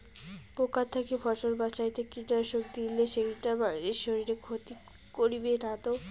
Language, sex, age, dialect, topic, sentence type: Bengali, female, 18-24, Rajbangshi, agriculture, question